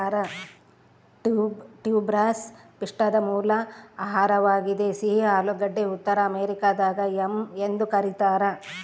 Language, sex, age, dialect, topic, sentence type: Kannada, female, 36-40, Central, agriculture, statement